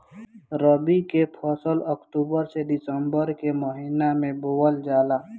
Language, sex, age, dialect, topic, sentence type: Bhojpuri, male, 18-24, Northern, agriculture, statement